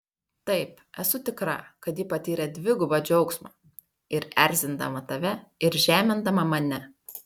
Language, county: Lithuanian, Panevėžys